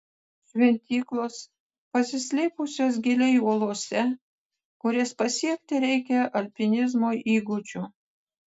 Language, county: Lithuanian, Kaunas